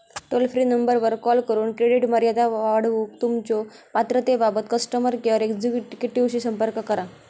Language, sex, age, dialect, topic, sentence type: Marathi, female, 18-24, Southern Konkan, banking, statement